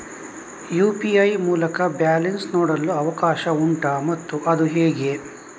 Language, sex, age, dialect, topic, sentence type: Kannada, male, 31-35, Coastal/Dakshin, banking, question